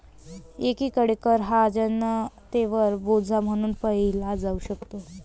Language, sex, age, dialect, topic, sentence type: Marathi, female, 25-30, Varhadi, banking, statement